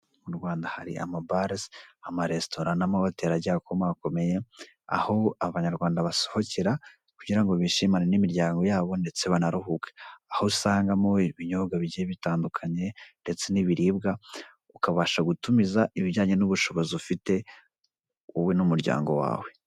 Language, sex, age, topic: Kinyarwanda, male, 18-24, finance